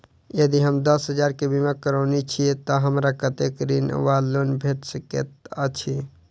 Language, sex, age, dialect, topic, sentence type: Maithili, male, 18-24, Southern/Standard, banking, question